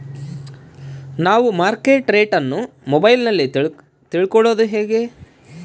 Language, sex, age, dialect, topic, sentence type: Kannada, male, 31-35, Central, agriculture, question